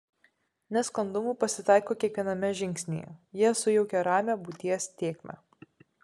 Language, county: Lithuanian, Kaunas